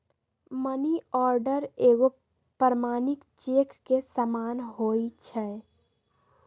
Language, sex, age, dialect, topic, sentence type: Magahi, female, 18-24, Western, banking, statement